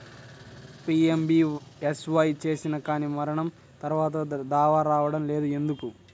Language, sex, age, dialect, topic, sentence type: Telugu, male, 60-100, Central/Coastal, banking, question